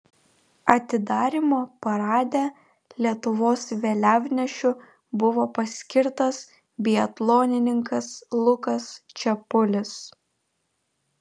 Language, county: Lithuanian, Vilnius